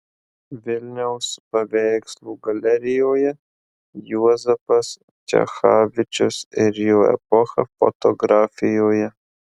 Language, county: Lithuanian, Marijampolė